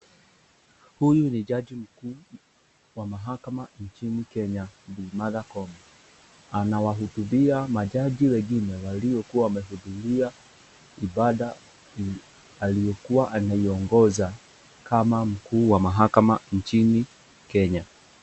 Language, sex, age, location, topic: Swahili, male, 18-24, Nakuru, government